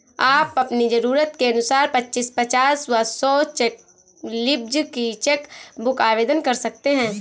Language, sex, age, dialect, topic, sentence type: Hindi, female, 25-30, Awadhi Bundeli, banking, statement